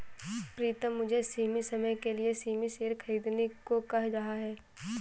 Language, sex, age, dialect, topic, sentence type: Hindi, female, 18-24, Awadhi Bundeli, banking, statement